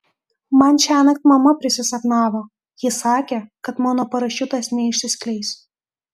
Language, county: Lithuanian, Kaunas